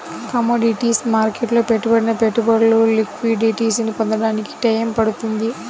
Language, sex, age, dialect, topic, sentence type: Telugu, female, 25-30, Central/Coastal, banking, statement